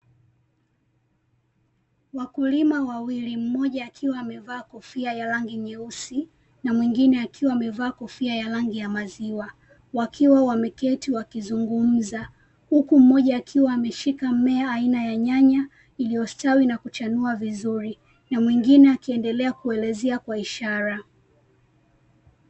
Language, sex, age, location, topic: Swahili, female, 18-24, Dar es Salaam, agriculture